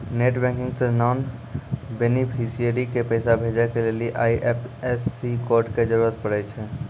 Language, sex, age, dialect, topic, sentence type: Maithili, male, 18-24, Angika, banking, statement